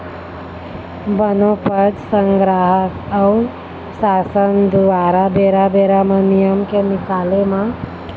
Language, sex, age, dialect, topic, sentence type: Chhattisgarhi, female, 31-35, Eastern, agriculture, statement